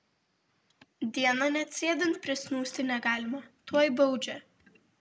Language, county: Lithuanian, Vilnius